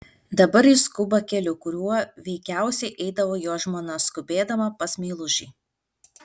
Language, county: Lithuanian, Alytus